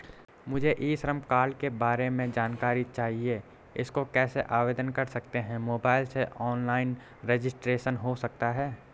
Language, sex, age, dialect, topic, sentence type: Hindi, male, 18-24, Garhwali, banking, question